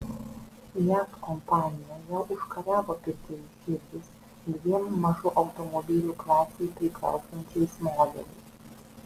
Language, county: Lithuanian, Vilnius